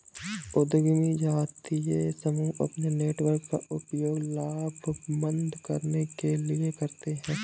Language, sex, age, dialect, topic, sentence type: Hindi, male, 25-30, Marwari Dhudhari, banking, statement